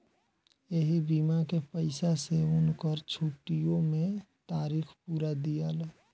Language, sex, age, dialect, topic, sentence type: Bhojpuri, male, 18-24, Southern / Standard, banking, statement